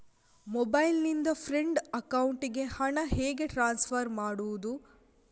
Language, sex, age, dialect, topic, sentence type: Kannada, female, 51-55, Coastal/Dakshin, banking, question